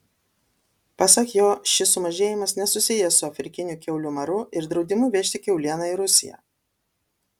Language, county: Lithuanian, Alytus